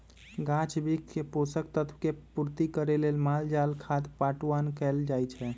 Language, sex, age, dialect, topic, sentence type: Magahi, male, 25-30, Western, agriculture, statement